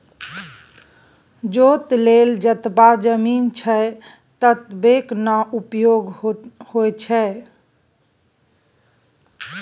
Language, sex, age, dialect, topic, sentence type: Maithili, female, 36-40, Bajjika, agriculture, statement